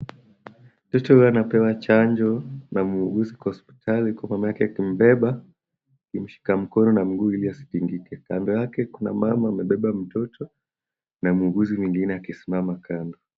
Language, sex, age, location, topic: Swahili, male, 25-35, Wajir, health